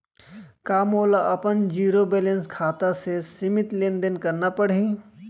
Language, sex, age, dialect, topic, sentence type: Chhattisgarhi, male, 25-30, Central, banking, question